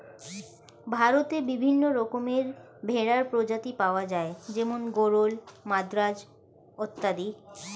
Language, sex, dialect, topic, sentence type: Bengali, female, Standard Colloquial, agriculture, statement